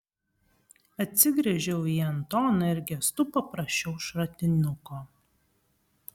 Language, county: Lithuanian, Kaunas